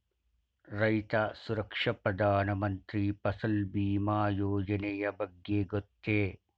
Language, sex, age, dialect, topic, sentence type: Kannada, male, 51-55, Mysore Kannada, agriculture, question